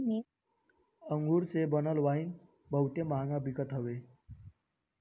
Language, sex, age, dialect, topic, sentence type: Bhojpuri, male, <18, Northern, agriculture, statement